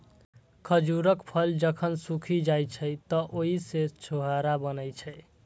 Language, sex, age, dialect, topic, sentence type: Maithili, male, 18-24, Eastern / Thethi, agriculture, statement